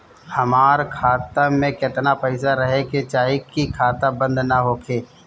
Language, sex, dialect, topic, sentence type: Bhojpuri, male, Northern, banking, question